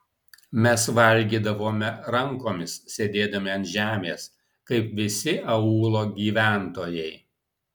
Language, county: Lithuanian, Alytus